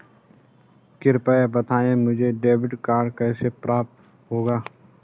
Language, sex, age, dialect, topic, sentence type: Hindi, male, 25-30, Garhwali, banking, question